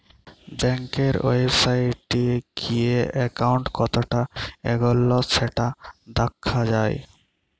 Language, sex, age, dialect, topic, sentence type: Bengali, male, 25-30, Jharkhandi, banking, statement